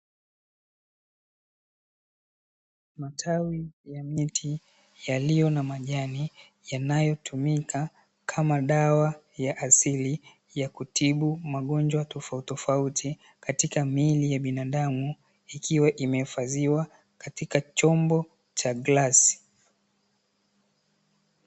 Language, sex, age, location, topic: Swahili, male, 18-24, Dar es Salaam, health